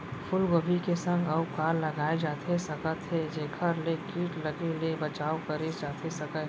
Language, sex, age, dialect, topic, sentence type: Chhattisgarhi, female, 25-30, Central, agriculture, question